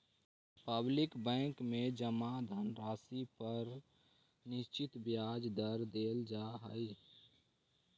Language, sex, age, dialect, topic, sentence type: Magahi, male, 18-24, Central/Standard, banking, statement